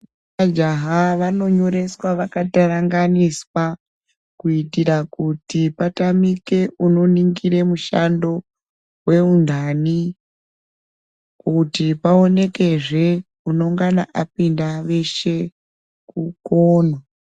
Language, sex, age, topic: Ndau, female, 36-49, education